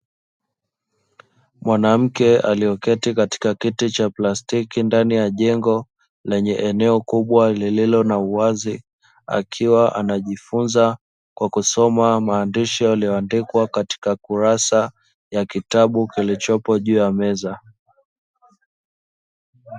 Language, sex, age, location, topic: Swahili, male, 25-35, Dar es Salaam, education